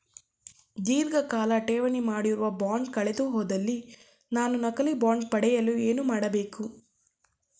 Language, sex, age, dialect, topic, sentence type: Kannada, female, 18-24, Mysore Kannada, banking, question